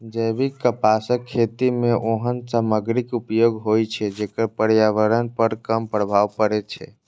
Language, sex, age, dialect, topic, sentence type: Maithili, male, 25-30, Eastern / Thethi, agriculture, statement